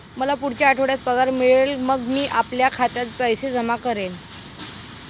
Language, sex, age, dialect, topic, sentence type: Marathi, female, 18-24, Standard Marathi, banking, statement